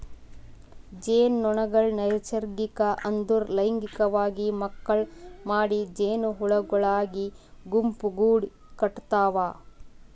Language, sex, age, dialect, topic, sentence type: Kannada, female, 18-24, Northeastern, agriculture, statement